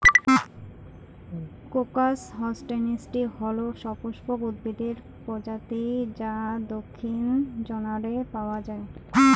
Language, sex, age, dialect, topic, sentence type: Bengali, female, 25-30, Rajbangshi, agriculture, question